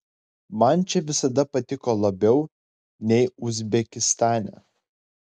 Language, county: Lithuanian, Klaipėda